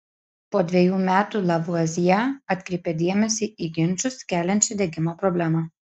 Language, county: Lithuanian, Klaipėda